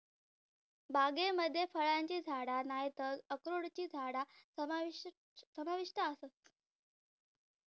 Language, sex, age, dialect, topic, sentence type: Marathi, female, 18-24, Southern Konkan, agriculture, statement